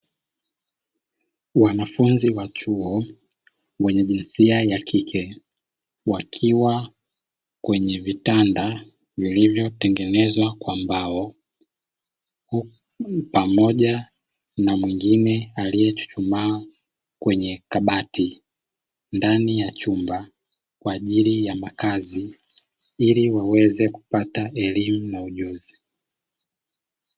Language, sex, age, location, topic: Swahili, male, 25-35, Dar es Salaam, education